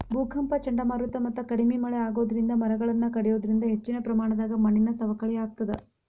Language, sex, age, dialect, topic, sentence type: Kannada, female, 25-30, Dharwad Kannada, agriculture, statement